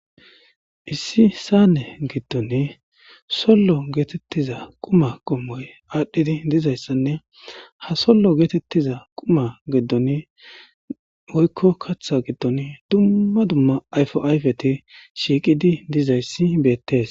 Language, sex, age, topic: Gamo, male, 25-35, government